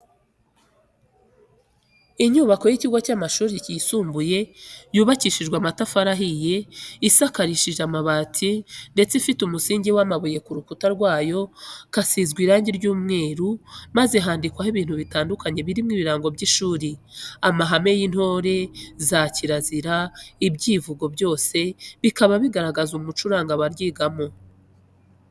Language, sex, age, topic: Kinyarwanda, female, 25-35, education